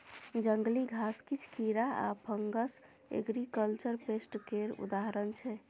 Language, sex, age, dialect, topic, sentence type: Maithili, female, 18-24, Bajjika, agriculture, statement